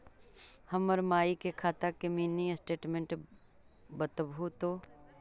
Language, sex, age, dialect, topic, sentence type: Magahi, female, 36-40, Central/Standard, banking, question